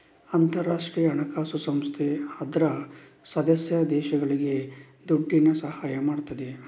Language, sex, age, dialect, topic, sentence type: Kannada, male, 31-35, Coastal/Dakshin, banking, statement